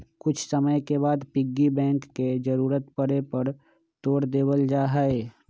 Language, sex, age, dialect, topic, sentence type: Magahi, male, 25-30, Western, banking, statement